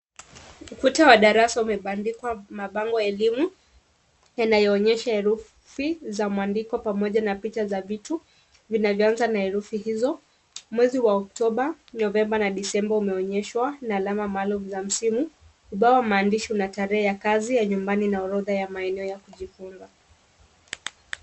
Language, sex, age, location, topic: Swahili, female, 25-35, Kisumu, education